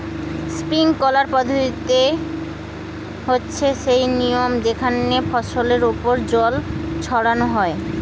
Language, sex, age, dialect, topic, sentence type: Bengali, female, 25-30, Western, agriculture, statement